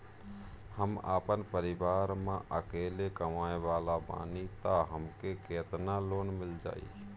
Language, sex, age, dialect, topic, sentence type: Bhojpuri, male, 31-35, Northern, banking, question